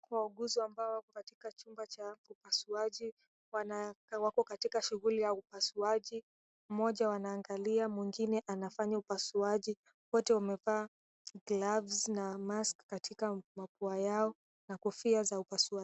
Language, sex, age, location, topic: Swahili, female, 18-24, Mombasa, health